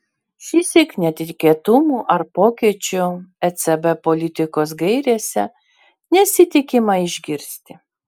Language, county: Lithuanian, Vilnius